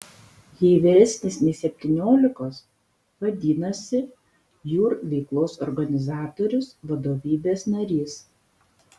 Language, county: Lithuanian, Panevėžys